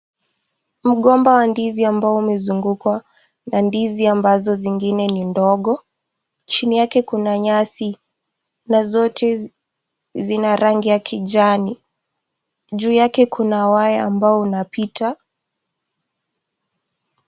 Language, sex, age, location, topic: Swahili, female, 36-49, Nakuru, agriculture